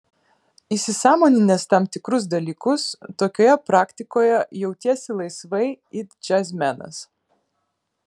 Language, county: Lithuanian, Kaunas